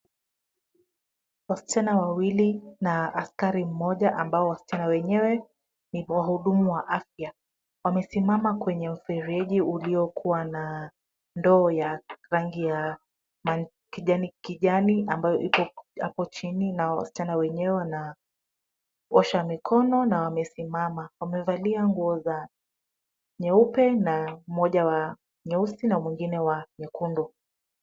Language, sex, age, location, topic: Swahili, female, 25-35, Kisumu, health